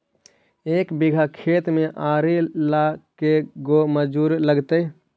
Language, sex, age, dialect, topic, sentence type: Magahi, male, 56-60, Central/Standard, agriculture, question